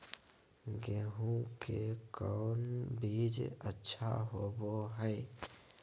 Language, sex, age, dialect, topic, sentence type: Magahi, male, 18-24, Southern, agriculture, question